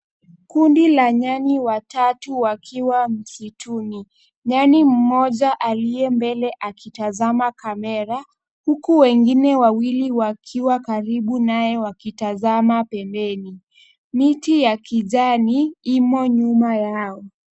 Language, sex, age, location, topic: Swahili, female, 18-24, Nairobi, government